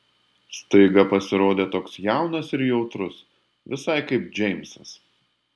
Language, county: Lithuanian, Panevėžys